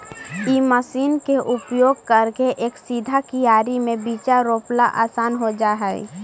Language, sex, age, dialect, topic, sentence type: Magahi, female, 18-24, Central/Standard, banking, statement